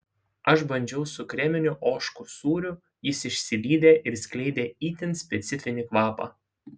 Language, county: Lithuanian, Šiauliai